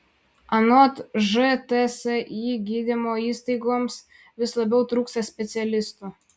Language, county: Lithuanian, Vilnius